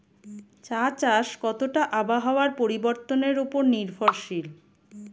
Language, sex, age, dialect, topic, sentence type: Bengali, female, 46-50, Standard Colloquial, agriculture, question